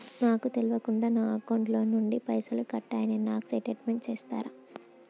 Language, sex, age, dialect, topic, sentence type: Telugu, female, 25-30, Telangana, banking, question